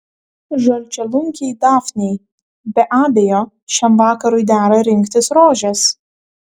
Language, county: Lithuanian, Kaunas